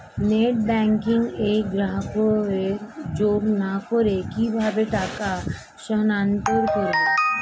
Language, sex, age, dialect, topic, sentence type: Bengali, female, 36-40, Standard Colloquial, banking, question